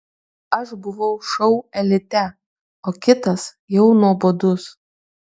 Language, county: Lithuanian, Kaunas